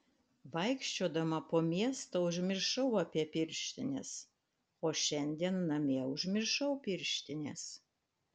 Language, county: Lithuanian, Panevėžys